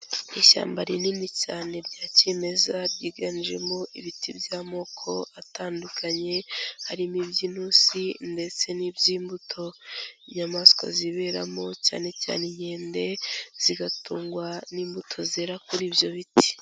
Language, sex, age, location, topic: Kinyarwanda, female, 18-24, Kigali, agriculture